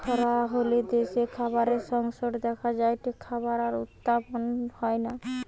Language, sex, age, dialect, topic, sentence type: Bengali, female, 18-24, Western, agriculture, statement